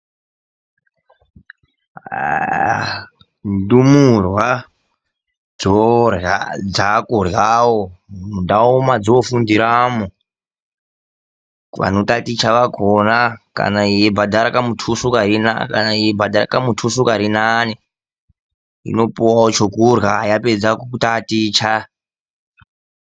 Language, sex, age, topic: Ndau, male, 25-35, education